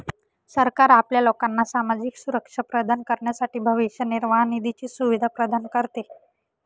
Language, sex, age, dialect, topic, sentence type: Marathi, female, 18-24, Northern Konkan, banking, statement